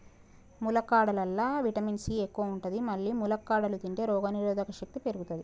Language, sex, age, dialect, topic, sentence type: Telugu, female, 31-35, Telangana, agriculture, statement